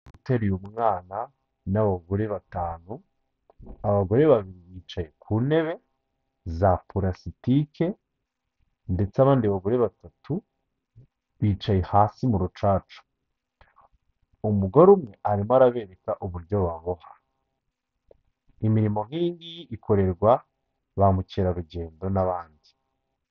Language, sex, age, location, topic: Kinyarwanda, male, 25-35, Kigali, health